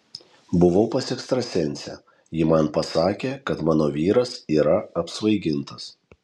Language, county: Lithuanian, Kaunas